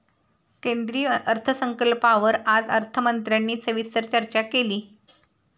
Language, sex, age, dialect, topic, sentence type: Marathi, female, 51-55, Standard Marathi, banking, statement